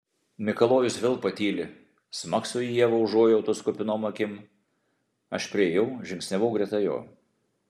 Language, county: Lithuanian, Vilnius